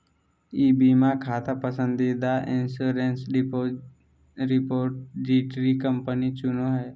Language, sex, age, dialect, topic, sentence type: Magahi, male, 18-24, Southern, banking, statement